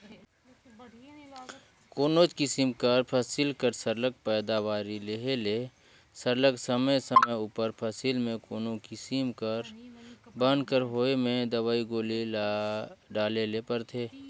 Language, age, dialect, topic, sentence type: Chhattisgarhi, 41-45, Northern/Bhandar, agriculture, statement